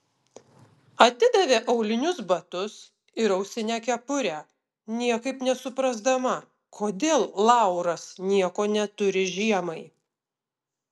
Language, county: Lithuanian, Utena